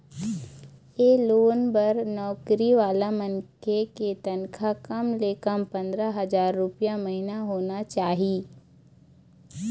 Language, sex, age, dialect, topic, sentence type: Chhattisgarhi, female, 25-30, Eastern, banking, statement